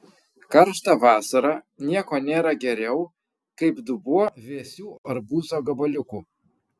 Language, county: Lithuanian, Kaunas